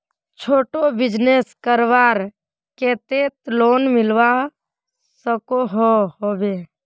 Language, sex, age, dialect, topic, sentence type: Magahi, female, 25-30, Northeastern/Surjapuri, banking, question